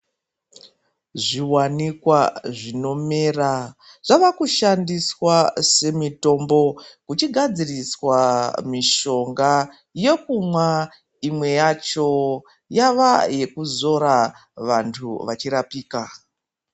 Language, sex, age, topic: Ndau, female, 25-35, health